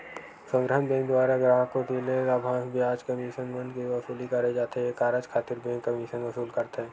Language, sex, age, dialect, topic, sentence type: Chhattisgarhi, male, 51-55, Western/Budati/Khatahi, banking, statement